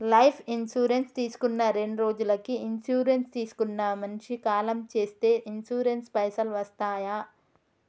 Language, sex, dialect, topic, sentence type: Telugu, female, Telangana, banking, question